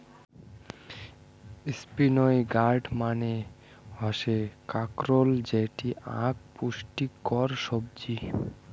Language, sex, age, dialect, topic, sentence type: Bengali, male, 18-24, Rajbangshi, agriculture, statement